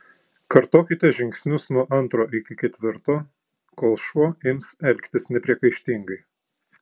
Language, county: Lithuanian, Panevėžys